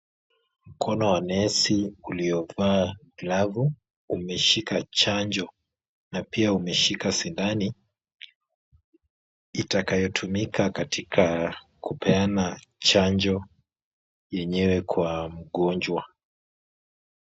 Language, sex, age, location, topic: Swahili, male, 25-35, Kisumu, health